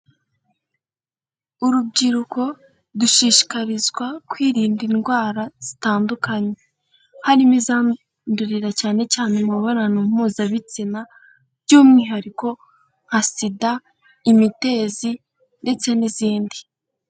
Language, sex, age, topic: Kinyarwanda, female, 18-24, health